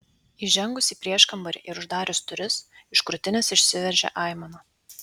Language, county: Lithuanian, Vilnius